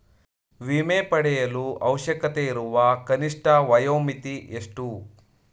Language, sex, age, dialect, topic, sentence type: Kannada, male, 31-35, Mysore Kannada, banking, question